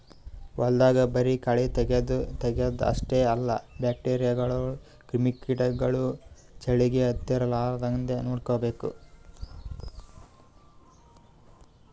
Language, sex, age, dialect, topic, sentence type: Kannada, male, 25-30, Northeastern, agriculture, statement